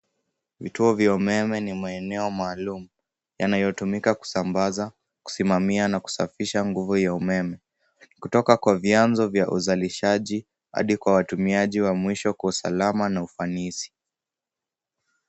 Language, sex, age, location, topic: Swahili, male, 18-24, Nairobi, government